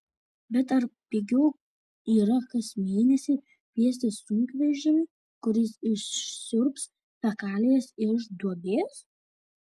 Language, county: Lithuanian, Šiauliai